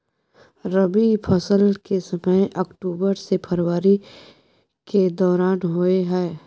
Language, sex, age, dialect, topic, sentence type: Maithili, female, 18-24, Bajjika, agriculture, statement